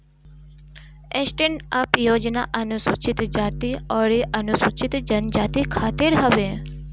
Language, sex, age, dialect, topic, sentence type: Bhojpuri, female, 25-30, Northern, banking, statement